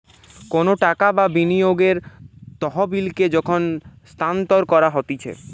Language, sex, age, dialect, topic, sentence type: Bengali, male, 18-24, Western, banking, statement